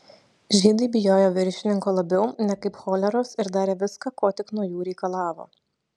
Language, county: Lithuanian, Šiauliai